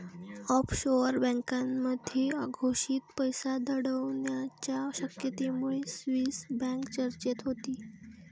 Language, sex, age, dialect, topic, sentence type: Marathi, female, 18-24, Varhadi, banking, statement